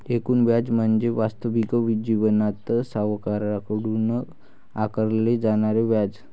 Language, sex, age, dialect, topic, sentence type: Marathi, male, 18-24, Varhadi, banking, statement